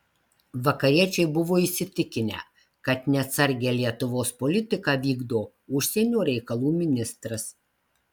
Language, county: Lithuanian, Marijampolė